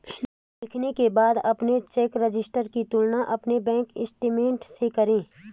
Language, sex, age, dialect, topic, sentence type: Hindi, female, 36-40, Garhwali, banking, statement